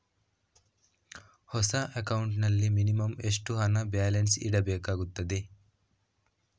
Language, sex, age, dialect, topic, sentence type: Kannada, male, 18-24, Coastal/Dakshin, banking, question